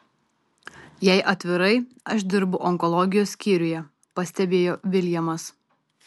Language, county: Lithuanian, Tauragė